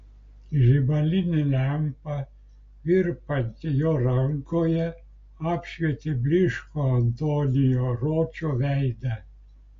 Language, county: Lithuanian, Klaipėda